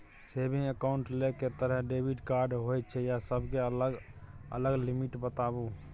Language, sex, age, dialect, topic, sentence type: Maithili, male, 25-30, Bajjika, banking, question